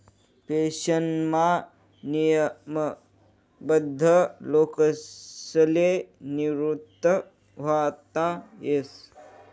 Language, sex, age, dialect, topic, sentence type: Marathi, male, 31-35, Northern Konkan, banking, statement